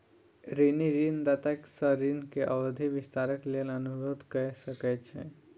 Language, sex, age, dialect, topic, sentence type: Maithili, female, 60-100, Southern/Standard, banking, statement